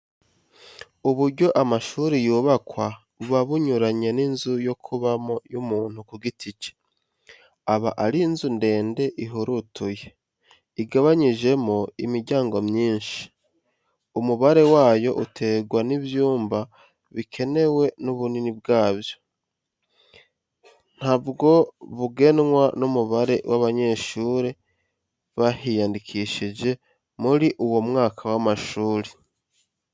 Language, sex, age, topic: Kinyarwanda, male, 25-35, education